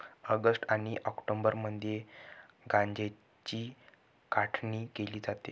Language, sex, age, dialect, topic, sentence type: Marathi, male, 18-24, Northern Konkan, agriculture, statement